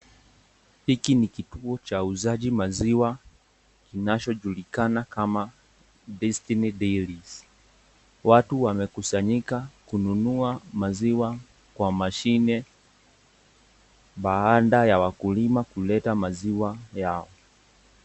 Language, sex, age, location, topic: Swahili, male, 18-24, Nakuru, finance